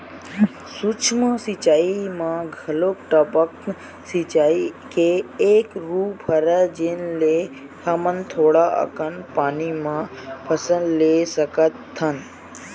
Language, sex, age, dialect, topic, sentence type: Chhattisgarhi, male, 18-24, Western/Budati/Khatahi, agriculture, statement